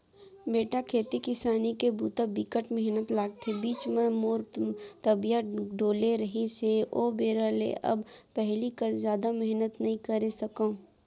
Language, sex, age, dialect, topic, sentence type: Chhattisgarhi, female, 18-24, Central, agriculture, statement